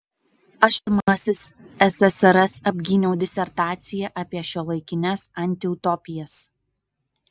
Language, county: Lithuanian, Utena